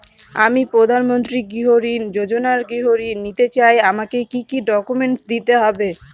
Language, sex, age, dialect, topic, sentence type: Bengali, female, 25-30, Northern/Varendri, banking, question